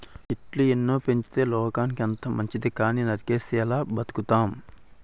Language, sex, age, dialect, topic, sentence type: Telugu, male, 18-24, Utterandhra, agriculture, statement